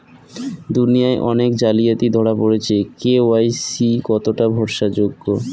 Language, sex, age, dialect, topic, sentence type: Bengali, male, 25-30, Rajbangshi, banking, question